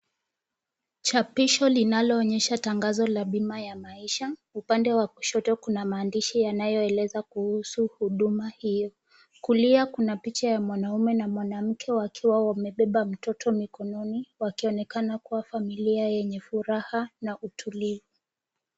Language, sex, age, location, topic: Swahili, female, 18-24, Kisumu, finance